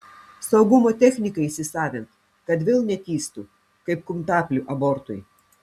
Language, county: Lithuanian, Telšiai